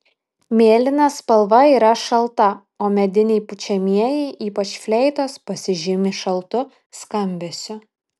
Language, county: Lithuanian, Vilnius